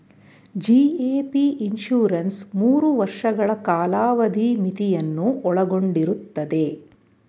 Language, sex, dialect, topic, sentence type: Kannada, female, Mysore Kannada, banking, statement